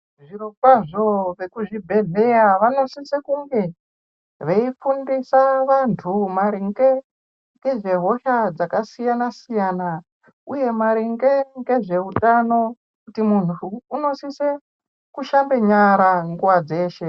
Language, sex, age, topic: Ndau, male, 25-35, health